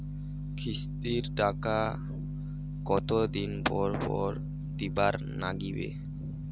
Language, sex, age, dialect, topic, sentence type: Bengali, male, 18-24, Rajbangshi, banking, question